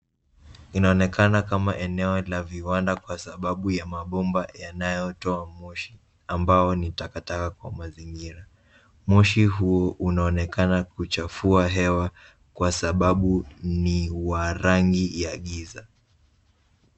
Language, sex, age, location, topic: Swahili, male, 18-24, Nairobi, government